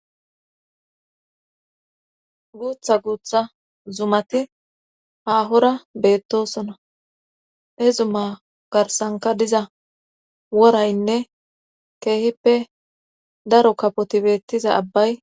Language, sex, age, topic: Gamo, female, 18-24, government